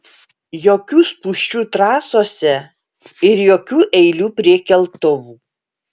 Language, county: Lithuanian, Alytus